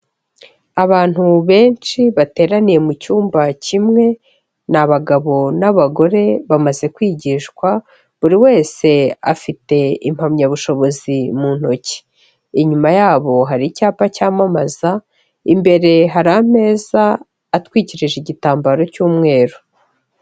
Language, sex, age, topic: Kinyarwanda, female, 36-49, health